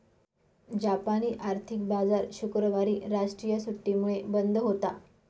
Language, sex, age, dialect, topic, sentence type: Marathi, female, 25-30, Northern Konkan, banking, statement